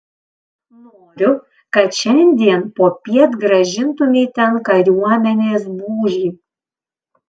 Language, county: Lithuanian, Panevėžys